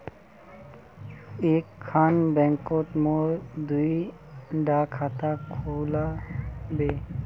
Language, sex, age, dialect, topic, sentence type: Magahi, male, 25-30, Northeastern/Surjapuri, banking, question